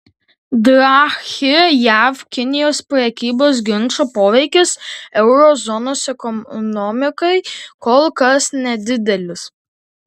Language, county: Lithuanian, Tauragė